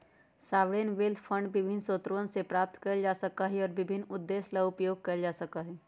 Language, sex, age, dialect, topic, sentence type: Magahi, female, 31-35, Western, banking, statement